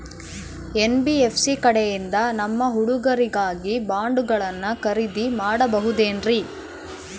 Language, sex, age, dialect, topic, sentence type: Kannada, female, 18-24, Central, banking, question